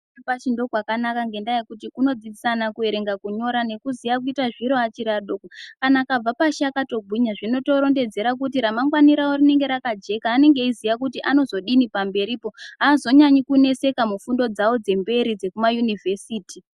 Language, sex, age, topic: Ndau, female, 18-24, education